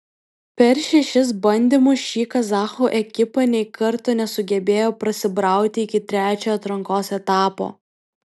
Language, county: Lithuanian, Vilnius